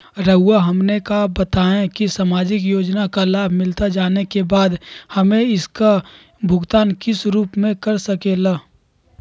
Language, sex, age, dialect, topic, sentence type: Magahi, male, 41-45, Southern, banking, question